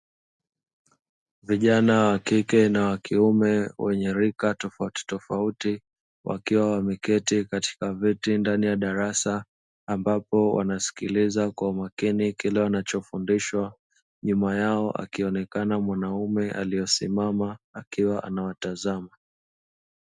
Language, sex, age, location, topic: Swahili, male, 25-35, Dar es Salaam, education